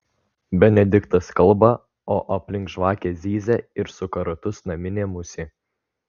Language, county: Lithuanian, Vilnius